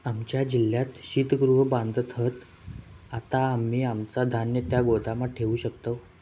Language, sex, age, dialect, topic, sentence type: Marathi, male, 18-24, Southern Konkan, agriculture, statement